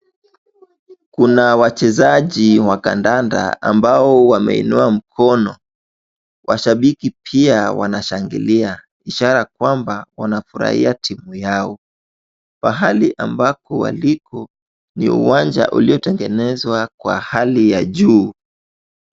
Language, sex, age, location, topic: Swahili, male, 18-24, Wajir, government